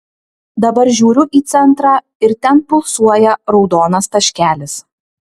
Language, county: Lithuanian, Utena